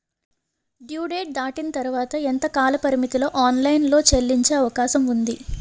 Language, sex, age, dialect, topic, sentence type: Telugu, female, 18-24, Utterandhra, banking, question